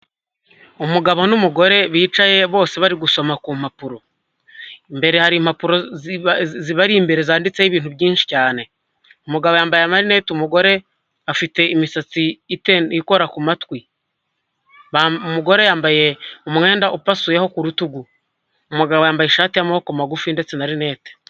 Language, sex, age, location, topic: Kinyarwanda, male, 25-35, Huye, health